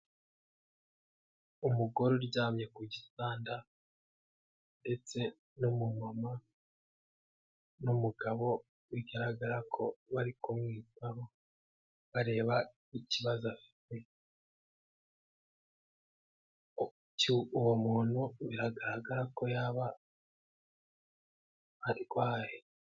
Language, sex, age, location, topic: Kinyarwanda, male, 18-24, Huye, health